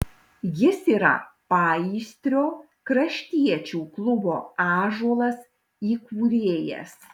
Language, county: Lithuanian, Šiauliai